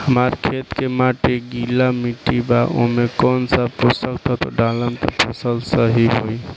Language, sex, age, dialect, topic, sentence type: Bhojpuri, male, 18-24, Southern / Standard, agriculture, question